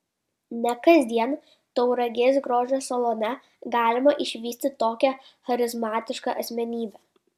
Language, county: Lithuanian, Kaunas